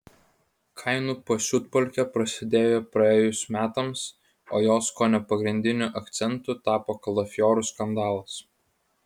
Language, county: Lithuanian, Vilnius